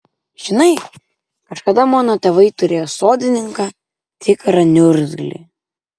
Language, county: Lithuanian, Vilnius